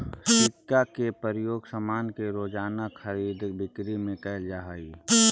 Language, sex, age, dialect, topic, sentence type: Magahi, male, 41-45, Central/Standard, banking, statement